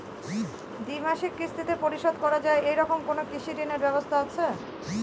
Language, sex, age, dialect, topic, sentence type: Bengali, female, 18-24, Northern/Varendri, banking, question